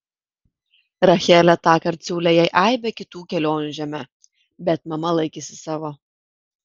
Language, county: Lithuanian, Kaunas